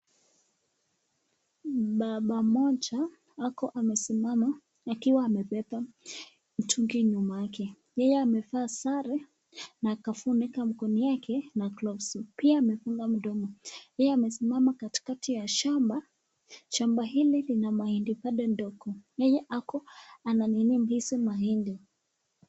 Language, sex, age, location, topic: Swahili, male, 25-35, Nakuru, health